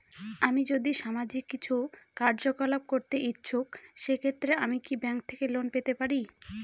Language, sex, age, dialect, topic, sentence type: Bengali, female, 18-24, Northern/Varendri, banking, question